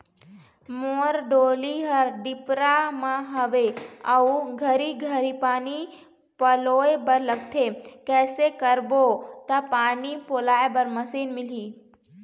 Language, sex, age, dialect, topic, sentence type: Chhattisgarhi, female, 18-24, Eastern, agriculture, question